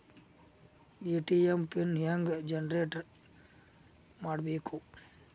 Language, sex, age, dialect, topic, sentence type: Kannada, male, 46-50, Dharwad Kannada, banking, question